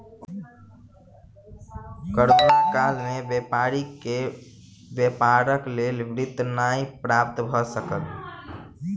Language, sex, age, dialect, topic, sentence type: Maithili, male, 18-24, Southern/Standard, banking, statement